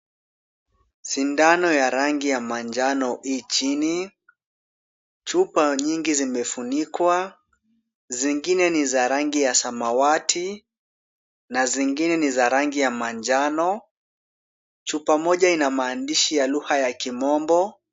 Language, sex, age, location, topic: Swahili, male, 18-24, Kisumu, health